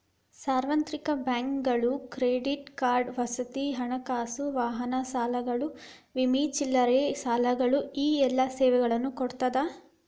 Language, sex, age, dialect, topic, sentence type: Kannada, female, 18-24, Dharwad Kannada, banking, statement